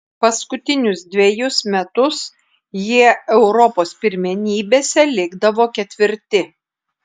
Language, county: Lithuanian, Klaipėda